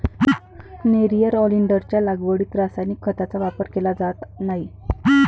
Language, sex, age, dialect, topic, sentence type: Marathi, female, 25-30, Varhadi, agriculture, statement